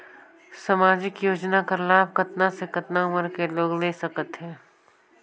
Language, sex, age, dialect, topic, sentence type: Chhattisgarhi, female, 25-30, Northern/Bhandar, banking, question